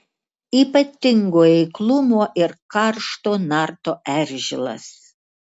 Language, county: Lithuanian, Kaunas